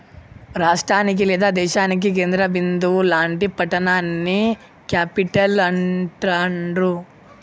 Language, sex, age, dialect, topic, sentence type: Telugu, male, 51-55, Telangana, banking, statement